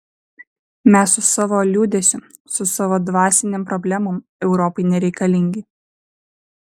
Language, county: Lithuanian, Vilnius